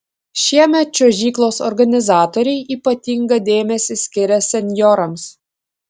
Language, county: Lithuanian, Klaipėda